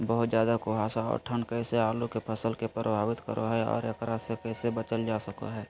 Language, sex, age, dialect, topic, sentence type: Magahi, male, 18-24, Southern, agriculture, question